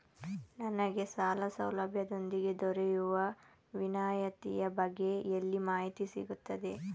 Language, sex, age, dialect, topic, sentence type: Kannada, male, 36-40, Mysore Kannada, banking, question